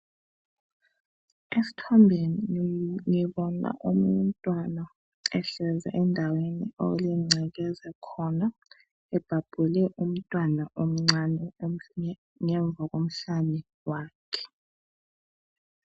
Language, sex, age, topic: North Ndebele, male, 36-49, health